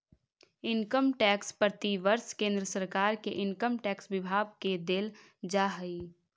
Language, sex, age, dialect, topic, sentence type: Magahi, female, 18-24, Central/Standard, banking, statement